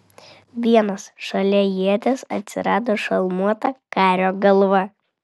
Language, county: Lithuanian, Vilnius